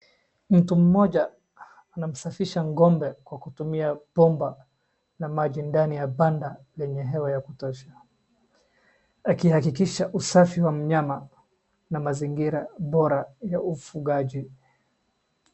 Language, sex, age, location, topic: Swahili, male, 25-35, Wajir, agriculture